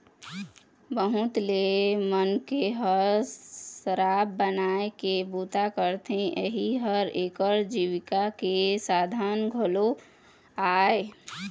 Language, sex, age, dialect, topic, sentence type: Chhattisgarhi, female, 18-24, Eastern, agriculture, statement